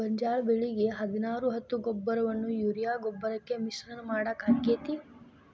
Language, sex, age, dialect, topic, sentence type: Kannada, female, 18-24, Dharwad Kannada, agriculture, question